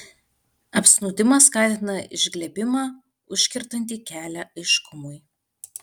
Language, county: Lithuanian, Alytus